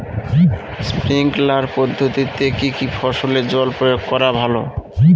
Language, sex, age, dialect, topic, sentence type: Bengali, male, 36-40, Northern/Varendri, agriculture, question